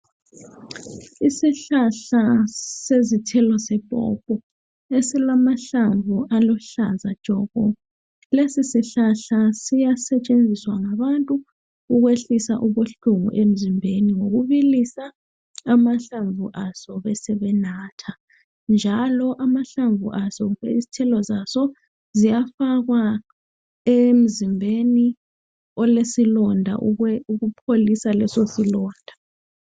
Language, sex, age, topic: North Ndebele, female, 25-35, health